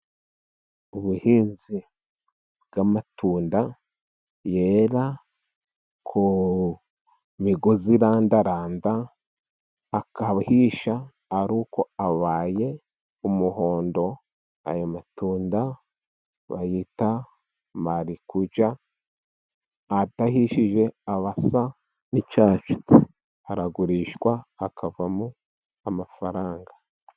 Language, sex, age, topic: Kinyarwanda, male, 36-49, agriculture